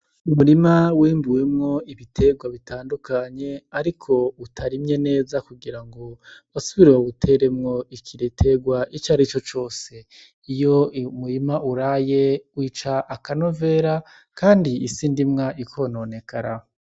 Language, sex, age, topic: Rundi, male, 25-35, agriculture